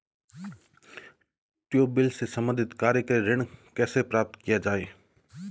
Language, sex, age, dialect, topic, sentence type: Hindi, male, 25-30, Marwari Dhudhari, banking, question